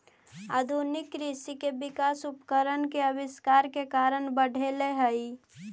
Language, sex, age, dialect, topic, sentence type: Magahi, female, 18-24, Central/Standard, banking, statement